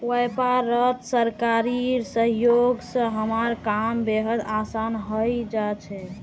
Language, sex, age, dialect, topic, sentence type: Magahi, female, 18-24, Northeastern/Surjapuri, banking, statement